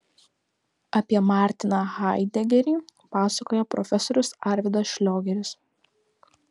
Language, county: Lithuanian, Kaunas